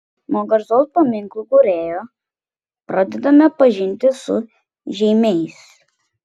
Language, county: Lithuanian, Klaipėda